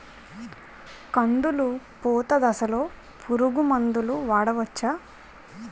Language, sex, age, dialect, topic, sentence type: Telugu, female, 41-45, Utterandhra, agriculture, question